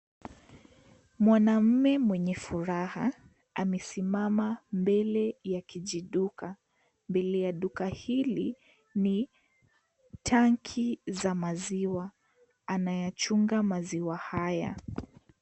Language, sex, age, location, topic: Swahili, female, 18-24, Kisii, agriculture